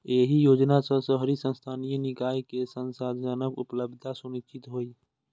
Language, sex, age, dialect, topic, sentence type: Maithili, male, 18-24, Eastern / Thethi, banking, statement